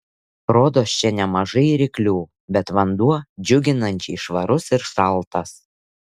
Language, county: Lithuanian, Šiauliai